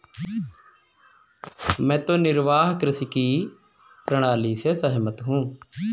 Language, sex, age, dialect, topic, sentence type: Hindi, male, 25-30, Kanauji Braj Bhasha, agriculture, statement